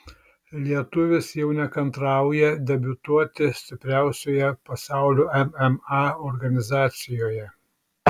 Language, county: Lithuanian, Šiauliai